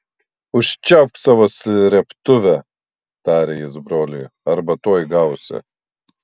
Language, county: Lithuanian, Panevėžys